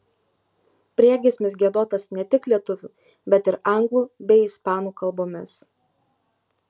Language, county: Lithuanian, Kaunas